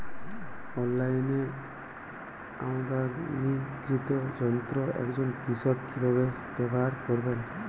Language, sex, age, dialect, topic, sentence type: Bengali, male, 18-24, Jharkhandi, agriculture, question